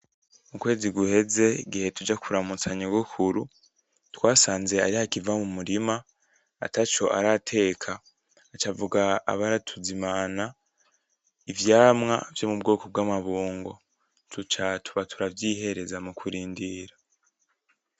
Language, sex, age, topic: Rundi, male, 18-24, agriculture